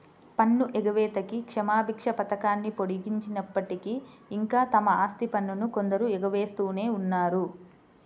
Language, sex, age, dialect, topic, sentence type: Telugu, female, 25-30, Central/Coastal, banking, statement